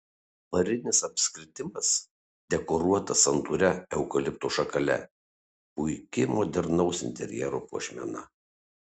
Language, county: Lithuanian, Kaunas